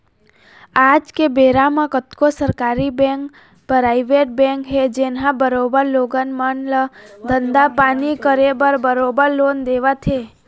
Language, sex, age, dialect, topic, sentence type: Chhattisgarhi, female, 25-30, Eastern, banking, statement